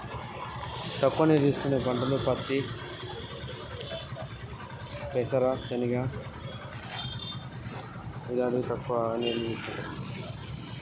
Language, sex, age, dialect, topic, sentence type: Telugu, male, 25-30, Telangana, agriculture, question